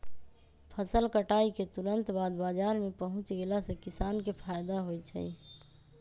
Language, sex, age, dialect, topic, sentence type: Magahi, female, 31-35, Western, agriculture, statement